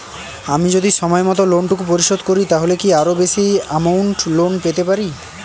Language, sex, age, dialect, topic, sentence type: Bengali, male, 18-24, Northern/Varendri, banking, question